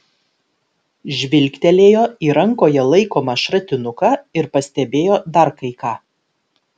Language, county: Lithuanian, Vilnius